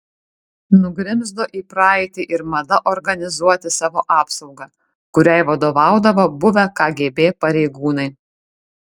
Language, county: Lithuanian, Kaunas